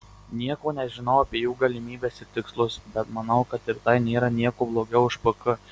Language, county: Lithuanian, Marijampolė